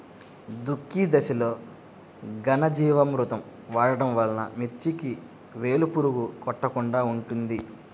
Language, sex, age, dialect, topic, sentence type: Telugu, male, 18-24, Central/Coastal, agriculture, question